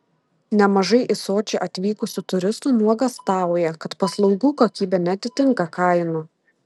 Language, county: Lithuanian, Šiauliai